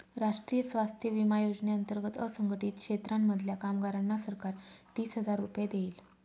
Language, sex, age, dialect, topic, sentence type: Marathi, female, 25-30, Northern Konkan, banking, statement